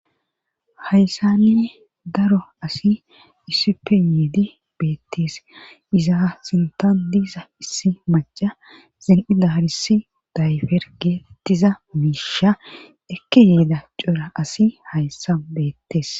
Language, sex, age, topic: Gamo, female, 25-35, government